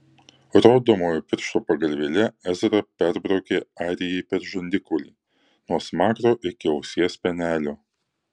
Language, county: Lithuanian, Kaunas